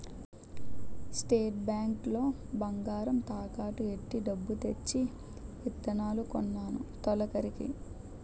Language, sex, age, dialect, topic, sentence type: Telugu, female, 60-100, Utterandhra, banking, statement